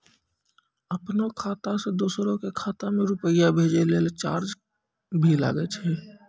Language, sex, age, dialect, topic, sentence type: Maithili, male, 25-30, Angika, banking, question